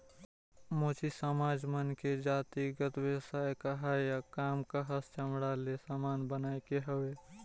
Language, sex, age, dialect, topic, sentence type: Chhattisgarhi, male, 18-24, Northern/Bhandar, banking, statement